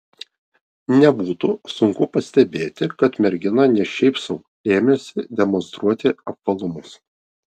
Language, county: Lithuanian, Vilnius